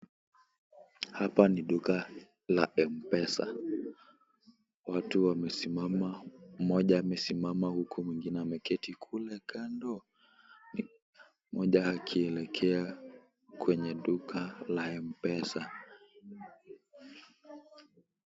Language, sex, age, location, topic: Swahili, male, 18-24, Kisii, finance